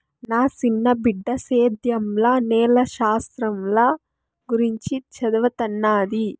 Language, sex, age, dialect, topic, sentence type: Telugu, female, 25-30, Southern, agriculture, statement